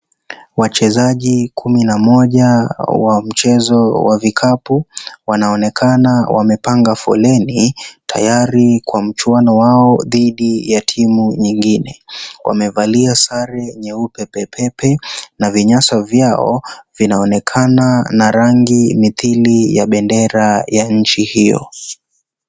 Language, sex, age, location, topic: Swahili, male, 18-24, Kisii, government